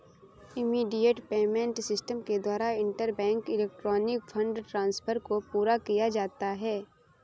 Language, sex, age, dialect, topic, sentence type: Hindi, female, 25-30, Kanauji Braj Bhasha, banking, statement